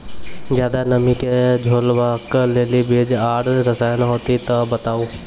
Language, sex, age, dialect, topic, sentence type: Maithili, male, 25-30, Angika, agriculture, question